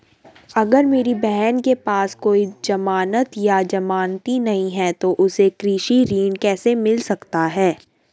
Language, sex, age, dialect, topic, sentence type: Hindi, female, 36-40, Hindustani Malvi Khadi Boli, agriculture, statement